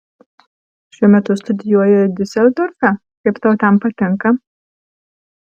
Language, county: Lithuanian, Alytus